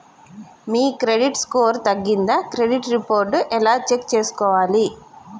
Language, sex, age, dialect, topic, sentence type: Telugu, female, 36-40, Telangana, banking, question